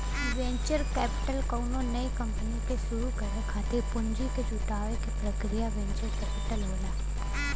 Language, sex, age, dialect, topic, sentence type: Bhojpuri, female, 18-24, Western, banking, statement